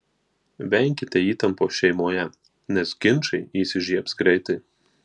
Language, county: Lithuanian, Marijampolė